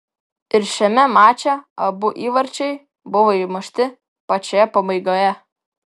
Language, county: Lithuanian, Vilnius